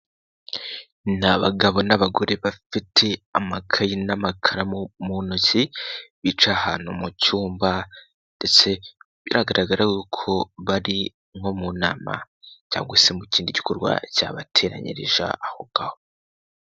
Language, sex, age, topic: Kinyarwanda, male, 18-24, finance